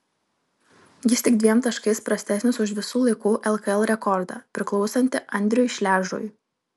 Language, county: Lithuanian, Vilnius